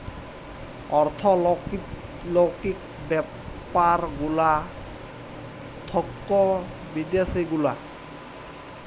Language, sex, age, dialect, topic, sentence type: Bengali, male, 18-24, Jharkhandi, banking, statement